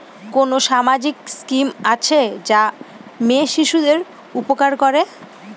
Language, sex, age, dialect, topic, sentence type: Bengali, female, 18-24, Northern/Varendri, banking, statement